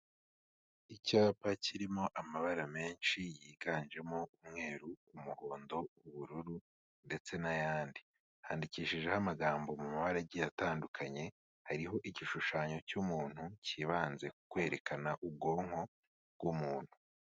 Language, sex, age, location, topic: Kinyarwanda, male, 18-24, Kigali, health